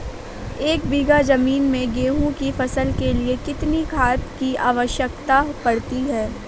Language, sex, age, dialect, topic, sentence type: Hindi, female, 18-24, Awadhi Bundeli, agriculture, question